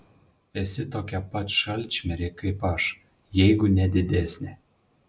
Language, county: Lithuanian, Panevėžys